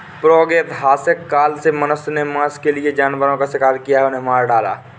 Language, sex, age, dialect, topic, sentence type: Hindi, male, 18-24, Awadhi Bundeli, agriculture, statement